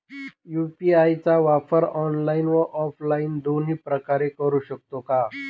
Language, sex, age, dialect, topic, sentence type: Marathi, male, 41-45, Northern Konkan, banking, question